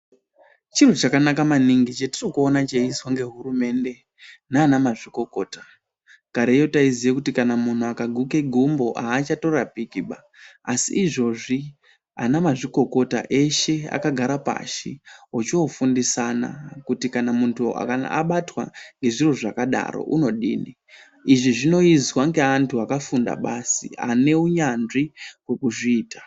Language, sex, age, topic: Ndau, male, 18-24, health